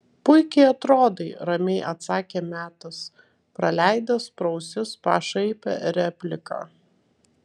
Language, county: Lithuanian, Vilnius